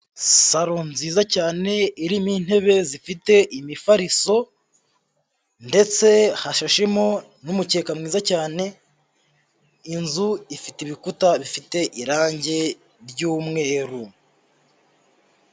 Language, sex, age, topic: Kinyarwanda, male, 18-24, finance